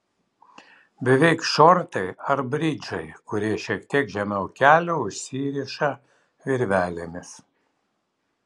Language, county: Lithuanian, Vilnius